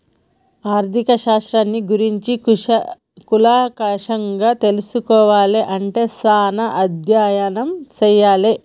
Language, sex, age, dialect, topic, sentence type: Telugu, female, 31-35, Telangana, banking, statement